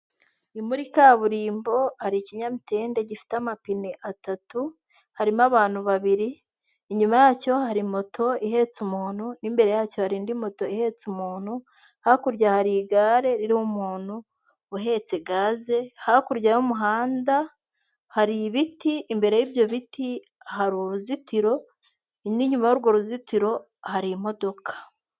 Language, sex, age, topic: Kinyarwanda, female, 18-24, government